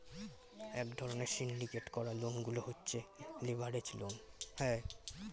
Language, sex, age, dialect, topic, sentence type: Bengali, male, 18-24, Standard Colloquial, banking, statement